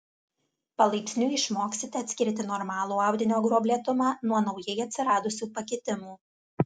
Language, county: Lithuanian, Alytus